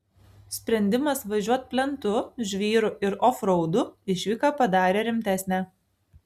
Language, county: Lithuanian, Alytus